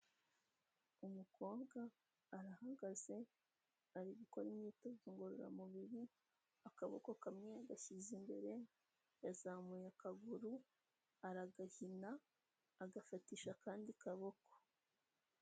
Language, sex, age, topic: Kinyarwanda, female, 18-24, health